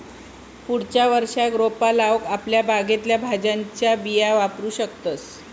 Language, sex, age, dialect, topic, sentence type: Marathi, female, 56-60, Southern Konkan, agriculture, statement